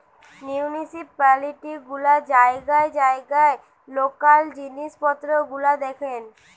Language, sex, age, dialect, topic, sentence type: Bengali, female, 18-24, Western, banking, statement